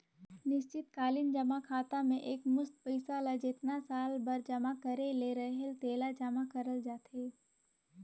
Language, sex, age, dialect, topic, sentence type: Chhattisgarhi, female, 18-24, Northern/Bhandar, banking, statement